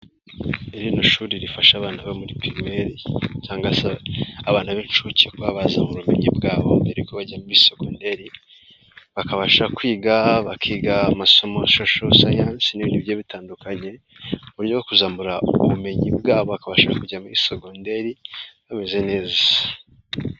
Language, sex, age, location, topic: Kinyarwanda, male, 18-24, Nyagatare, education